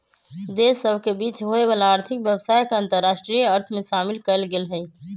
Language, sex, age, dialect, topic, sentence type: Magahi, male, 25-30, Western, banking, statement